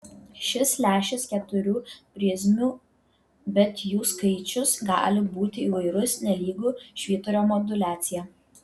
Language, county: Lithuanian, Kaunas